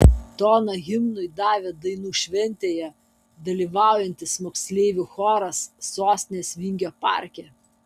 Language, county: Lithuanian, Kaunas